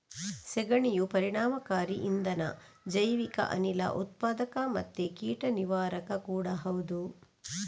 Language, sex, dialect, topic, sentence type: Kannada, female, Coastal/Dakshin, agriculture, statement